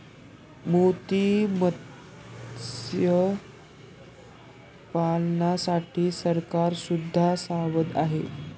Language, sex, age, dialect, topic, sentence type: Marathi, male, 18-24, Standard Marathi, agriculture, statement